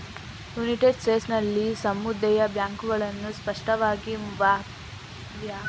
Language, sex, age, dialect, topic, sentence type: Kannada, female, 31-35, Coastal/Dakshin, banking, statement